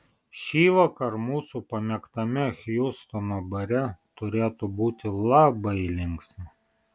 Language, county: Lithuanian, Vilnius